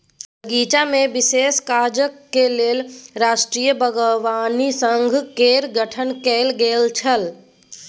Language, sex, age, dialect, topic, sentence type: Maithili, female, 18-24, Bajjika, agriculture, statement